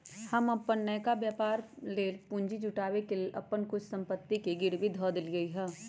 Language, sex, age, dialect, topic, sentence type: Magahi, female, 18-24, Western, banking, statement